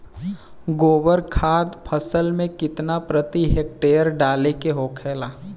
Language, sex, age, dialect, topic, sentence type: Bhojpuri, male, 18-24, Western, agriculture, question